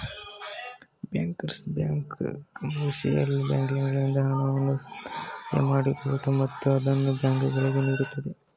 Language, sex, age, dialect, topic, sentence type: Kannada, male, 18-24, Mysore Kannada, banking, statement